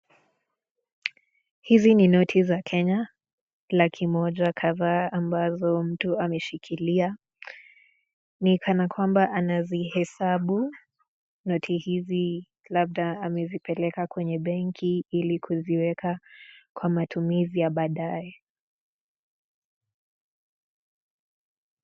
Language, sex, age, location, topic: Swahili, female, 18-24, Nakuru, finance